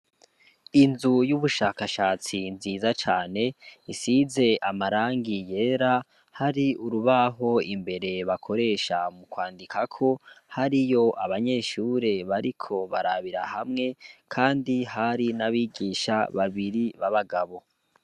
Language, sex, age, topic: Rundi, male, 18-24, education